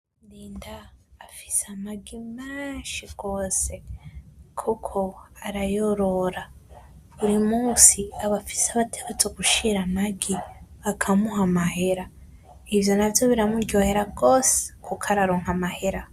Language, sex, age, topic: Rundi, female, 18-24, agriculture